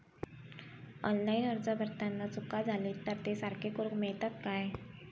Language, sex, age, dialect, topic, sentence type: Marathi, female, 18-24, Southern Konkan, banking, question